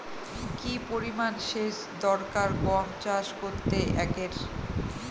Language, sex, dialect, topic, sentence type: Bengali, female, Northern/Varendri, agriculture, question